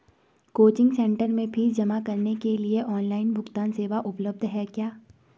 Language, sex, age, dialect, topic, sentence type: Hindi, female, 18-24, Garhwali, banking, statement